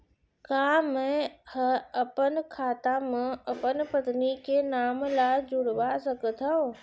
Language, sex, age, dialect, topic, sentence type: Chhattisgarhi, female, 60-100, Central, banking, question